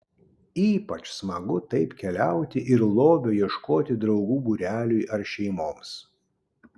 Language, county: Lithuanian, Kaunas